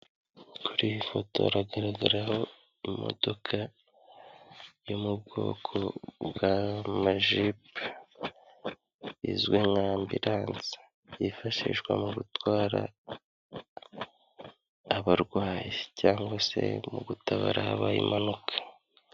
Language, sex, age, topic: Kinyarwanda, male, 25-35, government